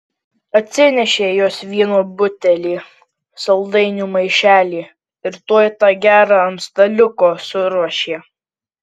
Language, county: Lithuanian, Kaunas